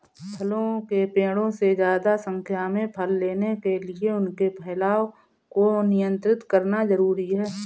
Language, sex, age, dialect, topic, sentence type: Hindi, female, 41-45, Marwari Dhudhari, agriculture, statement